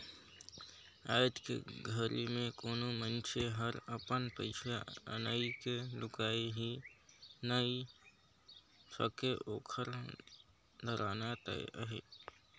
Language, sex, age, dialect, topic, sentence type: Chhattisgarhi, male, 60-100, Northern/Bhandar, banking, statement